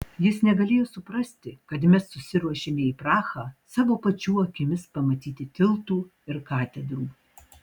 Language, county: Lithuanian, Tauragė